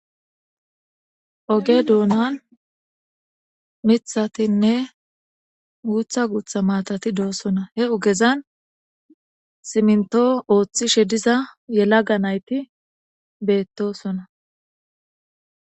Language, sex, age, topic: Gamo, female, 18-24, government